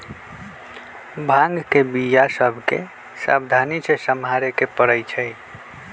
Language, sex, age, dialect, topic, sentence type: Magahi, male, 25-30, Western, agriculture, statement